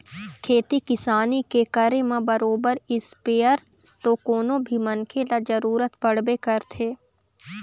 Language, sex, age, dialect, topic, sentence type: Chhattisgarhi, female, 60-100, Eastern, agriculture, statement